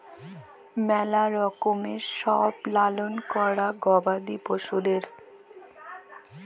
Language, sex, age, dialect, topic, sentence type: Bengali, female, 18-24, Jharkhandi, agriculture, statement